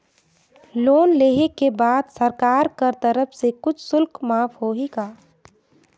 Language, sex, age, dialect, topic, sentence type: Chhattisgarhi, female, 18-24, Northern/Bhandar, banking, question